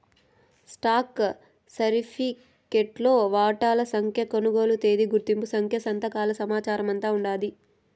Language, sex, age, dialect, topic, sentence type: Telugu, female, 18-24, Southern, banking, statement